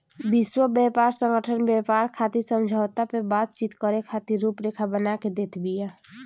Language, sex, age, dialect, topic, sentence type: Bhojpuri, male, 18-24, Northern, banking, statement